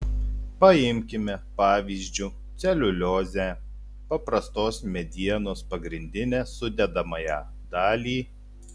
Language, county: Lithuanian, Telšiai